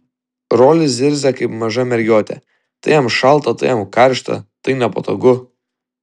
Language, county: Lithuanian, Vilnius